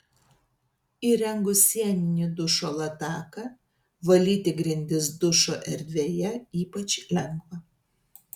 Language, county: Lithuanian, Telšiai